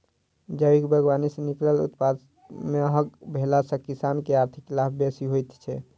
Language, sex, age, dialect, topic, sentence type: Maithili, male, 46-50, Southern/Standard, agriculture, statement